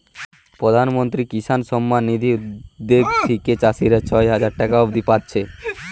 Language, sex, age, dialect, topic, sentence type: Bengali, male, 18-24, Western, agriculture, statement